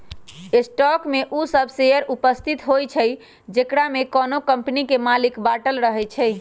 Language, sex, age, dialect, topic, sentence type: Magahi, female, 25-30, Western, banking, statement